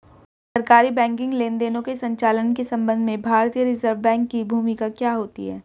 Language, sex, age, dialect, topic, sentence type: Hindi, female, 31-35, Hindustani Malvi Khadi Boli, banking, question